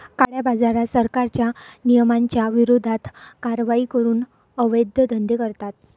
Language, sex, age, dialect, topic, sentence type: Marathi, female, 25-30, Varhadi, banking, statement